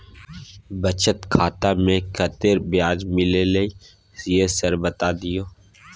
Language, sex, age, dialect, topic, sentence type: Maithili, male, 31-35, Bajjika, banking, question